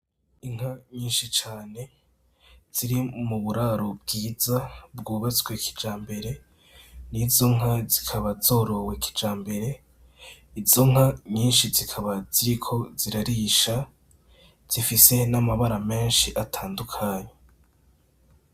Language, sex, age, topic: Rundi, male, 18-24, agriculture